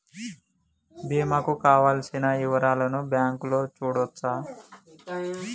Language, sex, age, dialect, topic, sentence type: Telugu, male, 25-30, Telangana, banking, question